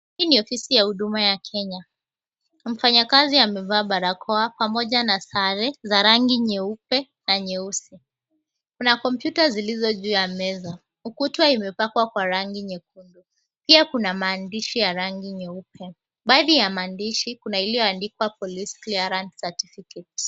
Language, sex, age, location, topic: Swahili, female, 18-24, Mombasa, government